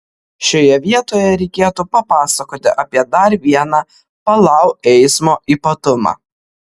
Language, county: Lithuanian, Vilnius